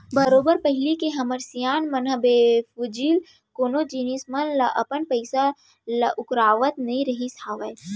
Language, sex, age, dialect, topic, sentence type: Chhattisgarhi, female, 18-24, Central, banking, statement